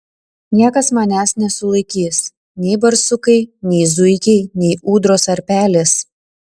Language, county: Lithuanian, Klaipėda